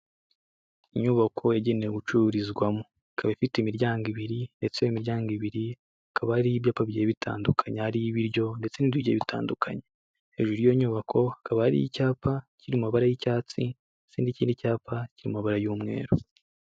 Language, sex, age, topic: Kinyarwanda, male, 18-24, finance